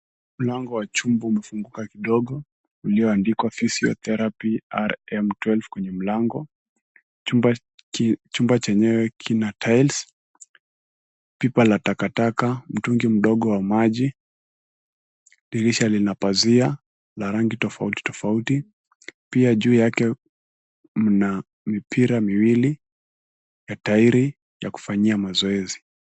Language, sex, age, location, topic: Swahili, male, 18-24, Nairobi, health